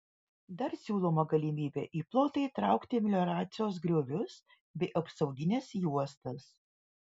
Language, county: Lithuanian, Vilnius